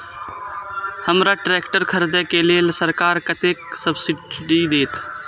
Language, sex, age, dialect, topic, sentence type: Maithili, male, 18-24, Eastern / Thethi, agriculture, question